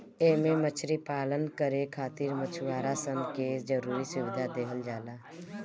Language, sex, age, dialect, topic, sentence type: Bhojpuri, female, 25-30, Northern, agriculture, statement